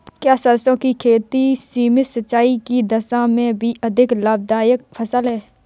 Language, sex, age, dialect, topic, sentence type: Hindi, female, 31-35, Kanauji Braj Bhasha, agriculture, question